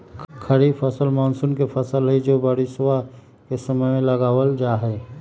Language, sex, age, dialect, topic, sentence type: Magahi, male, 18-24, Western, agriculture, statement